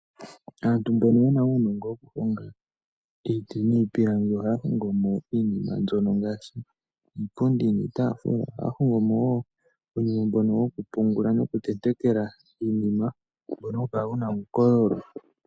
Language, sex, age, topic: Oshiwambo, male, 25-35, finance